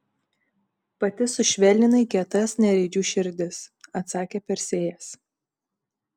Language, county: Lithuanian, Vilnius